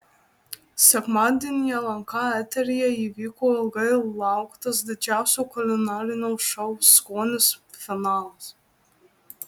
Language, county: Lithuanian, Marijampolė